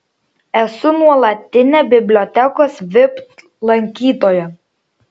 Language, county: Lithuanian, Šiauliai